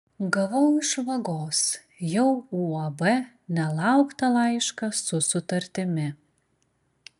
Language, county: Lithuanian, Klaipėda